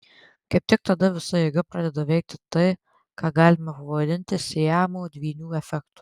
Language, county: Lithuanian, Tauragė